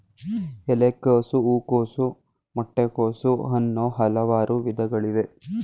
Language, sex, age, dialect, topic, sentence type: Kannada, male, 18-24, Mysore Kannada, agriculture, statement